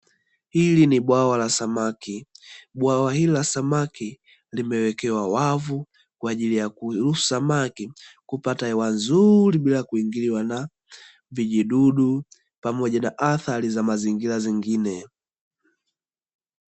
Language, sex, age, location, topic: Swahili, male, 18-24, Dar es Salaam, agriculture